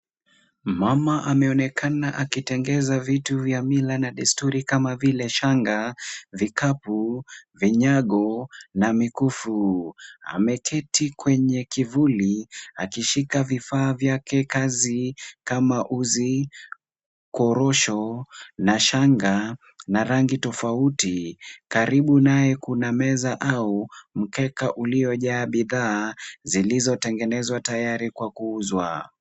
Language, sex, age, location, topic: Swahili, male, 18-24, Kisumu, finance